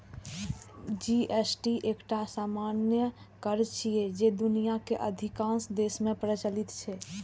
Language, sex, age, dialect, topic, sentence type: Maithili, female, 46-50, Eastern / Thethi, banking, statement